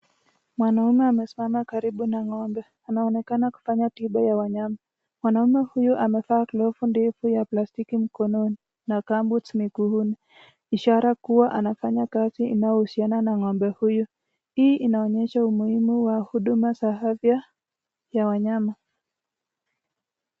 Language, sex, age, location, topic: Swahili, female, 25-35, Nakuru, agriculture